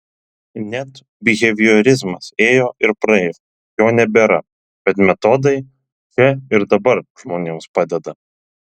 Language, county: Lithuanian, Telšiai